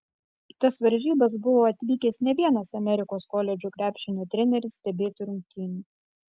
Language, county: Lithuanian, Kaunas